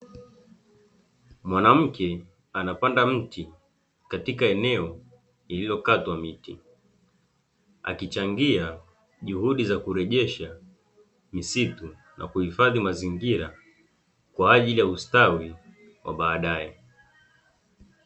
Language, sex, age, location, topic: Swahili, male, 25-35, Dar es Salaam, agriculture